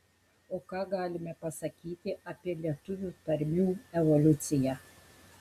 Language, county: Lithuanian, Telšiai